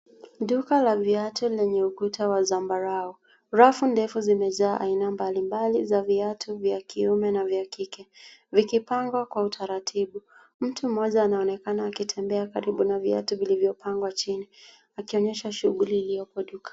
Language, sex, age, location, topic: Swahili, female, 25-35, Nairobi, finance